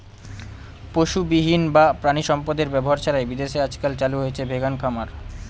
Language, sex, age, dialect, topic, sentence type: Bengali, male, 18-24, Northern/Varendri, agriculture, statement